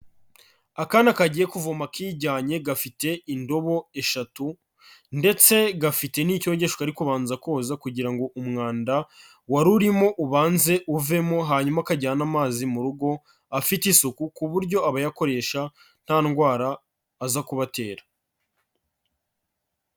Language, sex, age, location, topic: Kinyarwanda, male, 25-35, Kigali, health